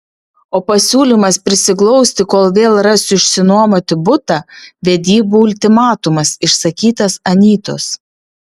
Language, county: Lithuanian, Vilnius